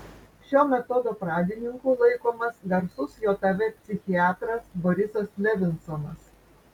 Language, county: Lithuanian, Vilnius